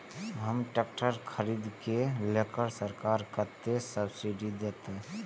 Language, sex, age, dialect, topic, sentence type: Maithili, male, 18-24, Eastern / Thethi, agriculture, question